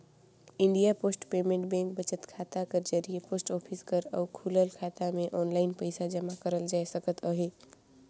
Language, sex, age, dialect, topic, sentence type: Chhattisgarhi, female, 18-24, Northern/Bhandar, banking, statement